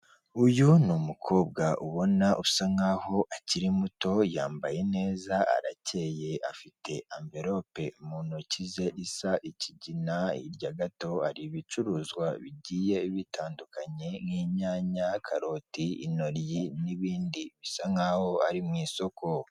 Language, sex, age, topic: Kinyarwanda, female, 18-24, finance